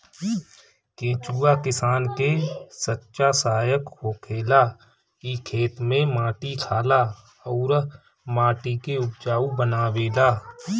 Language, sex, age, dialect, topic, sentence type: Bhojpuri, male, 25-30, Northern, agriculture, statement